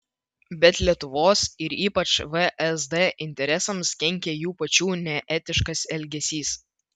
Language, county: Lithuanian, Vilnius